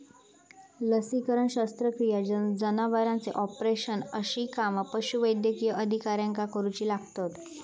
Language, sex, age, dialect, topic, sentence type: Marathi, female, 25-30, Southern Konkan, agriculture, statement